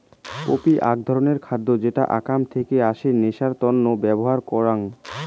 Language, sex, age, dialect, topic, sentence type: Bengali, male, 18-24, Rajbangshi, agriculture, statement